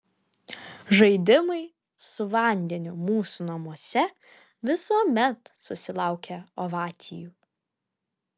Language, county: Lithuanian, Kaunas